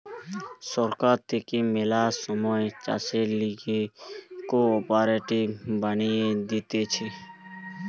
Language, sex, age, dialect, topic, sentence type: Bengali, male, 18-24, Western, agriculture, statement